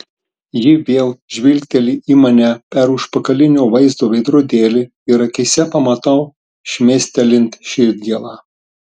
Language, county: Lithuanian, Tauragė